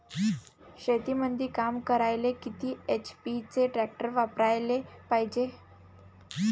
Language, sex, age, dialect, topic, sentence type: Marathi, female, 18-24, Varhadi, agriculture, question